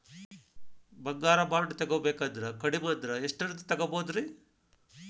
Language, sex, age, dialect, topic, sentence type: Kannada, male, 51-55, Dharwad Kannada, banking, question